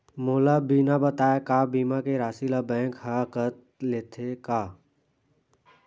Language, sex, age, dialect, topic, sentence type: Chhattisgarhi, male, 18-24, Western/Budati/Khatahi, banking, question